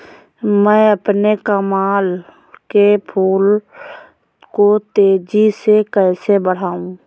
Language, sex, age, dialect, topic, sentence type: Hindi, female, 25-30, Awadhi Bundeli, agriculture, question